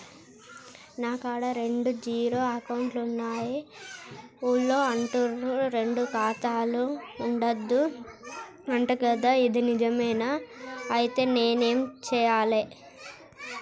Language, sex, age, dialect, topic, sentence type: Telugu, male, 51-55, Telangana, banking, question